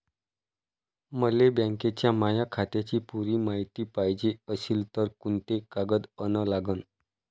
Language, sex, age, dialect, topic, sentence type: Marathi, male, 31-35, Varhadi, banking, question